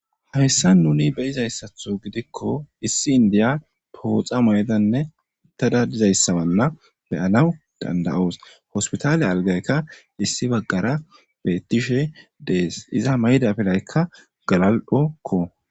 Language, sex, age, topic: Gamo, female, 18-24, government